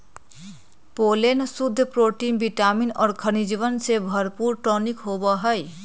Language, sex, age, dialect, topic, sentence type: Magahi, female, 31-35, Western, agriculture, statement